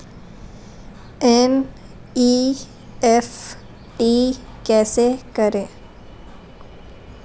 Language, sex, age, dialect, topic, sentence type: Hindi, female, 18-24, Marwari Dhudhari, banking, question